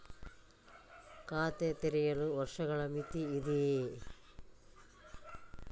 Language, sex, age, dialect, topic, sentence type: Kannada, female, 51-55, Coastal/Dakshin, banking, question